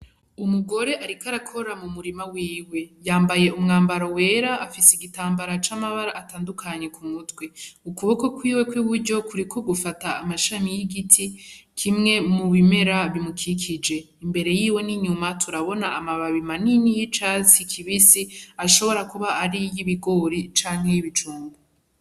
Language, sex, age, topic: Rundi, female, 18-24, agriculture